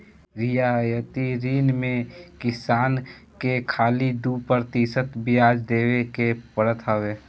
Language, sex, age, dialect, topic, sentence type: Bhojpuri, male, <18, Northern, banking, statement